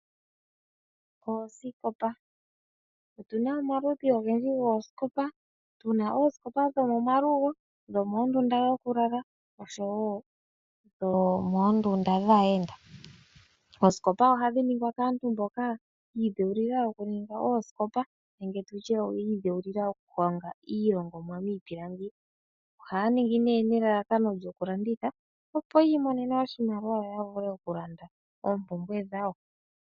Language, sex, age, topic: Oshiwambo, female, 25-35, finance